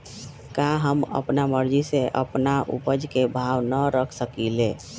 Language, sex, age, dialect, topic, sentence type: Magahi, male, 41-45, Western, agriculture, question